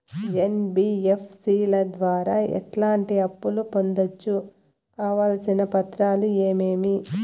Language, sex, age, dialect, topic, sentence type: Telugu, female, 36-40, Southern, banking, question